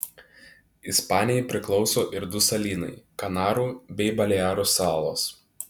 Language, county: Lithuanian, Tauragė